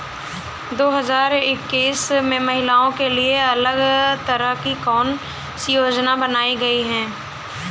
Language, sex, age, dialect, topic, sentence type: Hindi, female, 18-24, Awadhi Bundeli, banking, question